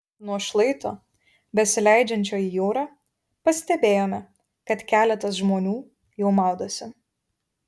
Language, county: Lithuanian, Vilnius